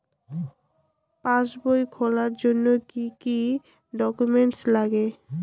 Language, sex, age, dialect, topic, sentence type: Bengali, female, 18-24, Rajbangshi, banking, question